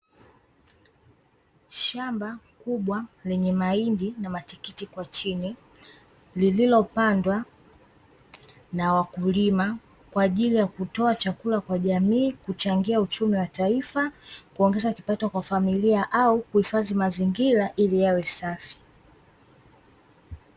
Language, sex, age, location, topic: Swahili, female, 18-24, Dar es Salaam, agriculture